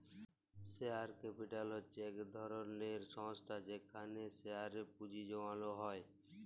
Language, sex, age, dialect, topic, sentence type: Bengali, male, 18-24, Jharkhandi, banking, statement